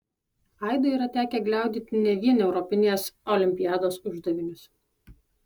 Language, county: Lithuanian, Alytus